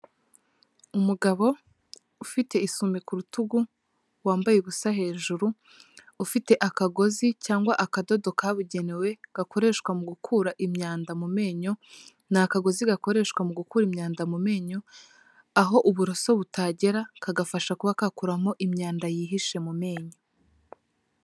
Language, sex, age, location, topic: Kinyarwanda, female, 18-24, Kigali, health